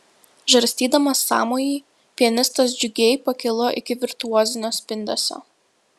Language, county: Lithuanian, Vilnius